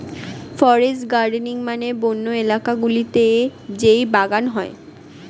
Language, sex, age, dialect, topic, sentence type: Bengali, female, 60-100, Standard Colloquial, agriculture, statement